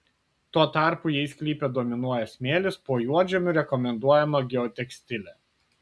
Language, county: Lithuanian, Kaunas